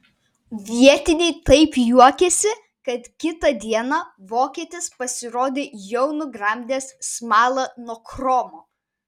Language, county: Lithuanian, Vilnius